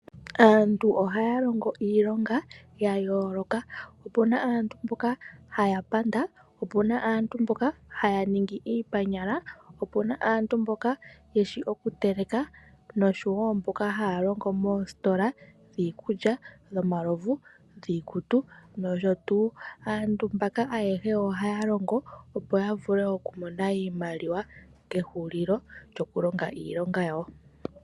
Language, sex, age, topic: Oshiwambo, female, 18-24, finance